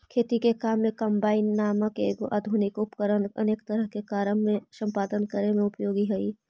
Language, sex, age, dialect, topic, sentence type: Magahi, female, 25-30, Central/Standard, banking, statement